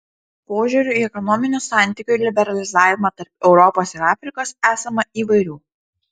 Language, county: Lithuanian, Šiauliai